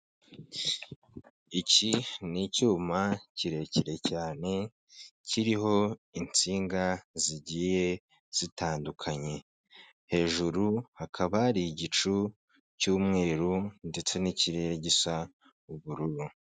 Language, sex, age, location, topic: Kinyarwanda, male, 25-35, Kigali, government